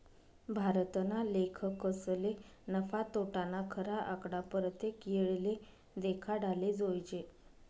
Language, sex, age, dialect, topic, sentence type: Marathi, female, 25-30, Northern Konkan, banking, statement